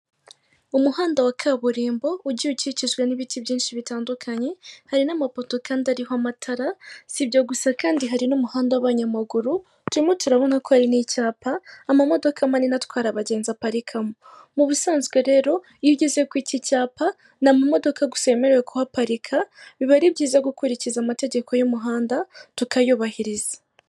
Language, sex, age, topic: Kinyarwanda, female, 36-49, government